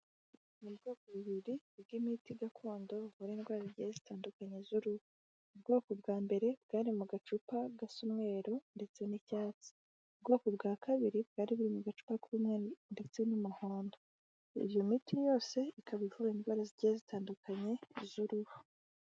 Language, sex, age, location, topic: Kinyarwanda, female, 18-24, Kigali, health